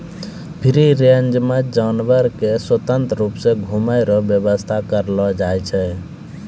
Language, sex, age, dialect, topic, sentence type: Maithili, male, 18-24, Angika, agriculture, statement